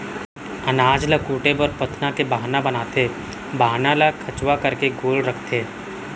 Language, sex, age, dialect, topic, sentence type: Chhattisgarhi, male, 18-24, Central, agriculture, statement